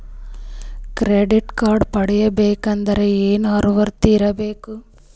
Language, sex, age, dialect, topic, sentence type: Kannada, female, 25-30, Northeastern, banking, question